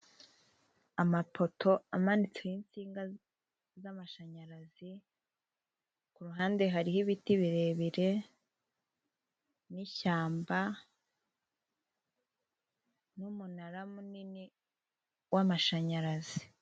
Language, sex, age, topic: Kinyarwanda, female, 18-24, government